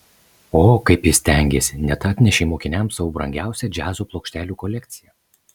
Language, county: Lithuanian, Marijampolė